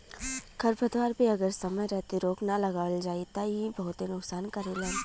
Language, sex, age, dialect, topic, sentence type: Bhojpuri, female, 18-24, Western, agriculture, statement